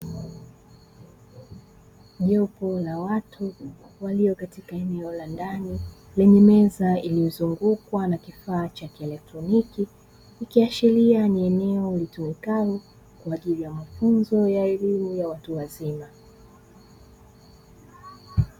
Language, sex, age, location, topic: Swahili, female, 25-35, Dar es Salaam, education